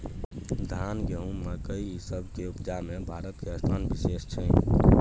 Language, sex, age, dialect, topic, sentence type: Maithili, male, 18-24, Bajjika, agriculture, statement